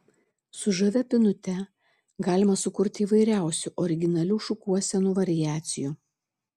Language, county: Lithuanian, Šiauliai